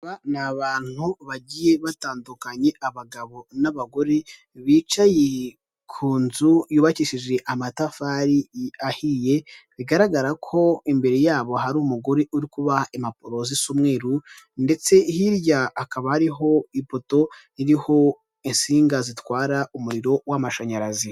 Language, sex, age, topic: Kinyarwanda, male, 18-24, finance